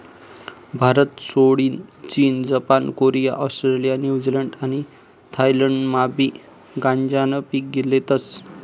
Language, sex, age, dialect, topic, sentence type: Marathi, male, 25-30, Northern Konkan, agriculture, statement